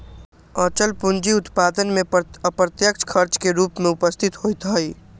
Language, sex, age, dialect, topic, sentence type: Magahi, male, 18-24, Western, banking, statement